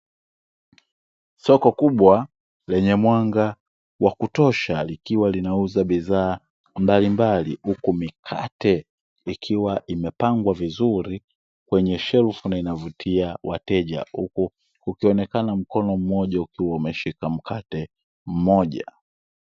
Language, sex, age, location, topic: Swahili, male, 25-35, Dar es Salaam, finance